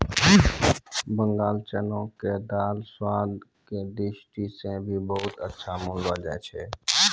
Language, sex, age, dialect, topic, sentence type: Maithili, male, 18-24, Angika, agriculture, statement